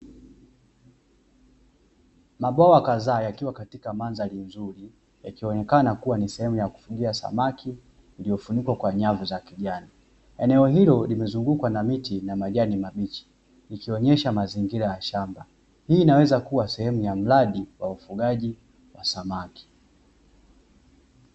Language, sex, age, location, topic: Swahili, male, 18-24, Dar es Salaam, agriculture